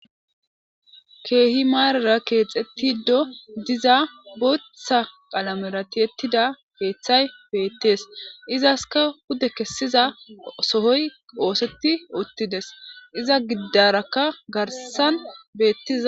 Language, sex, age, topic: Gamo, female, 18-24, government